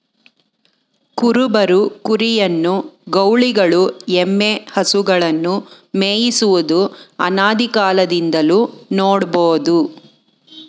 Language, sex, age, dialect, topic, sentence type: Kannada, female, 41-45, Mysore Kannada, agriculture, statement